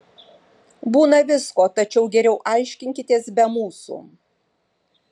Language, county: Lithuanian, Vilnius